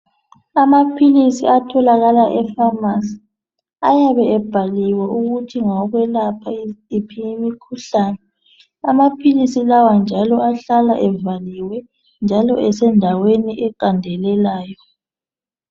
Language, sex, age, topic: North Ndebele, male, 36-49, health